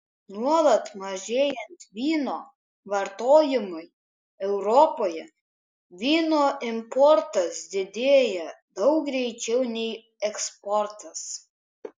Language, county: Lithuanian, Kaunas